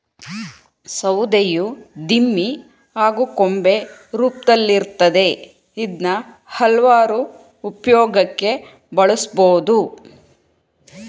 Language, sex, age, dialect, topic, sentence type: Kannada, female, 41-45, Mysore Kannada, agriculture, statement